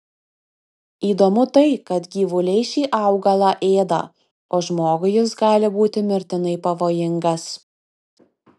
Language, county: Lithuanian, Vilnius